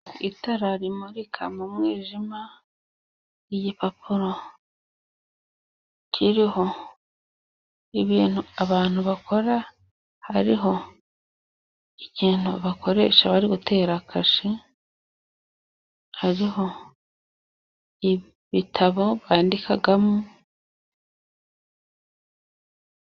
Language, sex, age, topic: Kinyarwanda, female, 25-35, finance